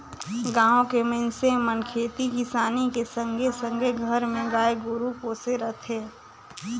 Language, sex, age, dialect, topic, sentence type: Chhattisgarhi, female, 18-24, Northern/Bhandar, agriculture, statement